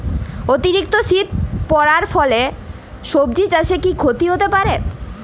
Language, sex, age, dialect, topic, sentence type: Bengali, female, 18-24, Jharkhandi, agriculture, question